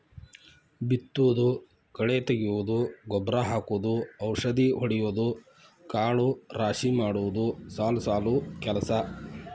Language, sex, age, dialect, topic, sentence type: Kannada, male, 56-60, Dharwad Kannada, agriculture, statement